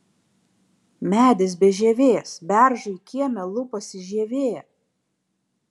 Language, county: Lithuanian, Kaunas